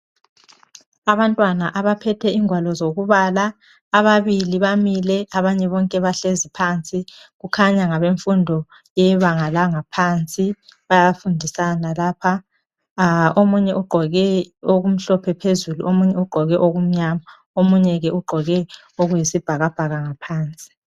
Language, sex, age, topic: North Ndebele, male, 25-35, education